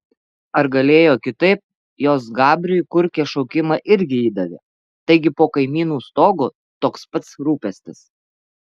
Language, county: Lithuanian, Alytus